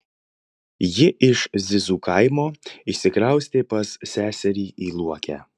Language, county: Lithuanian, Panevėžys